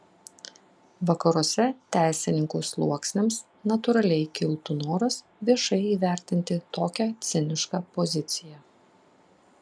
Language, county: Lithuanian, Klaipėda